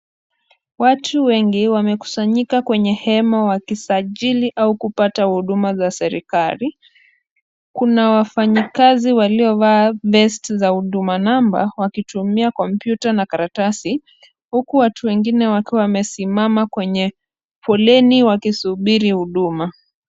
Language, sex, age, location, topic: Swahili, female, 25-35, Kisumu, government